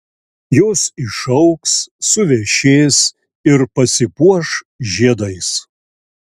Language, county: Lithuanian, Šiauliai